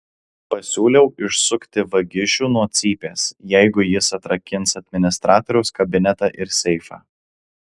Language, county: Lithuanian, Alytus